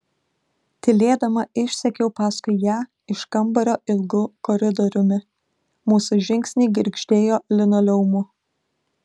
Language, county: Lithuanian, Klaipėda